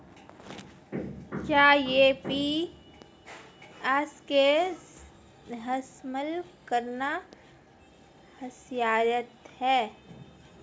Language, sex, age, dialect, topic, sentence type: Hindi, female, 25-30, Marwari Dhudhari, banking, question